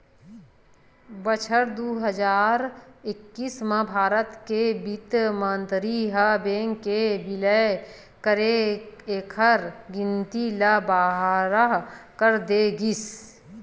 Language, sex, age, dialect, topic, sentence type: Chhattisgarhi, female, 36-40, Western/Budati/Khatahi, banking, statement